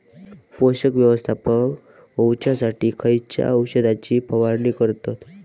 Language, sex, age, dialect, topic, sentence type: Marathi, male, 31-35, Southern Konkan, agriculture, question